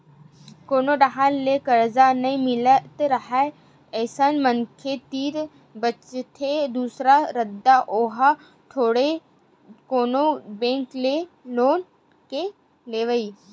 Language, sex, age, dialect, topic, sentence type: Chhattisgarhi, female, 18-24, Western/Budati/Khatahi, banking, statement